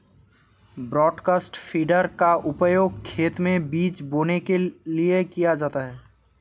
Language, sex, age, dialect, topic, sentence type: Hindi, male, 18-24, Hindustani Malvi Khadi Boli, agriculture, statement